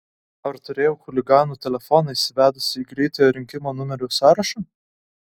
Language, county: Lithuanian, Kaunas